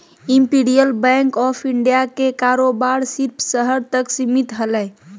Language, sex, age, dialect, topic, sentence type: Magahi, female, 18-24, Southern, banking, statement